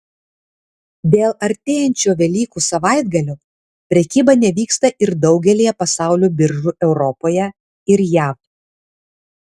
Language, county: Lithuanian, Alytus